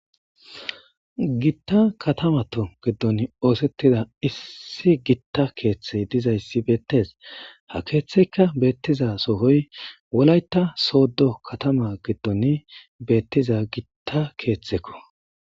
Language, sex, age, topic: Gamo, male, 18-24, government